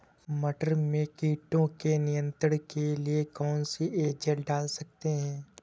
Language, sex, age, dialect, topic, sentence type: Hindi, male, 25-30, Awadhi Bundeli, agriculture, question